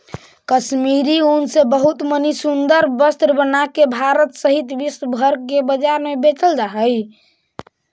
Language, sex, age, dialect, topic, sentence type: Magahi, male, 18-24, Central/Standard, banking, statement